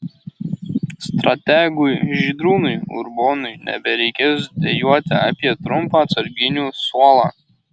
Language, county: Lithuanian, Kaunas